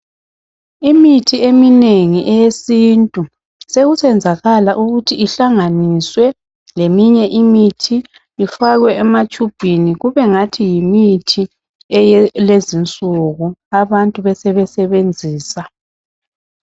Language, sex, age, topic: North Ndebele, female, 25-35, health